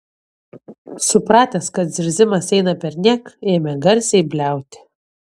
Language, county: Lithuanian, Kaunas